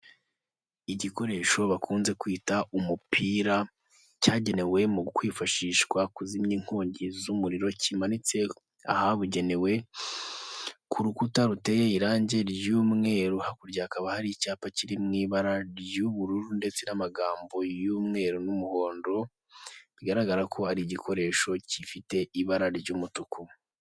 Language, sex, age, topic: Kinyarwanda, male, 18-24, government